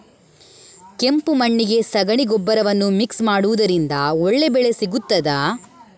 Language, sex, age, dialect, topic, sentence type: Kannada, female, 25-30, Coastal/Dakshin, agriculture, question